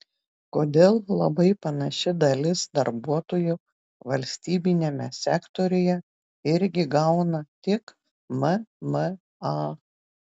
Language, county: Lithuanian, Telšiai